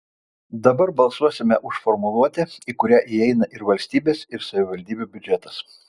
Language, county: Lithuanian, Vilnius